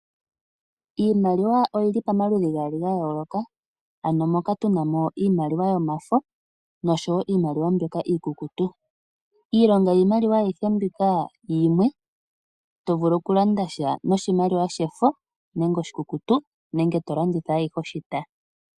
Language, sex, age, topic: Oshiwambo, female, 18-24, finance